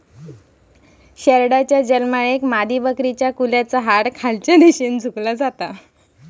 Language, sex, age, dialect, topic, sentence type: Marathi, female, 56-60, Southern Konkan, agriculture, statement